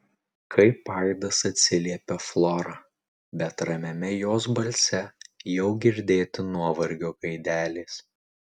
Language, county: Lithuanian, Tauragė